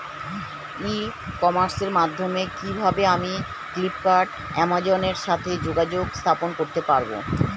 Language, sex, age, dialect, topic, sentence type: Bengali, female, 36-40, Standard Colloquial, agriculture, question